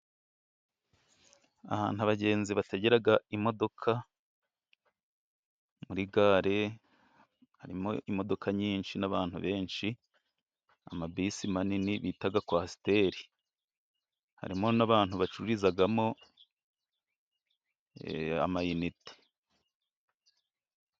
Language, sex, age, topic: Kinyarwanda, male, 36-49, government